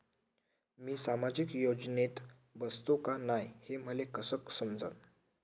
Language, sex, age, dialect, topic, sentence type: Marathi, male, 18-24, Varhadi, banking, question